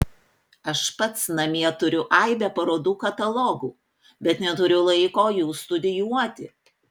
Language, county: Lithuanian, Panevėžys